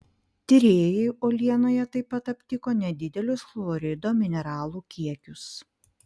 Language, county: Lithuanian, Panevėžys